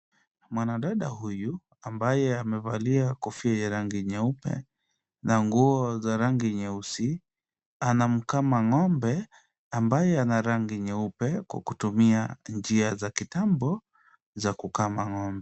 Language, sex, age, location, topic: Swahili, male, 25-35, Kisumu, agriculture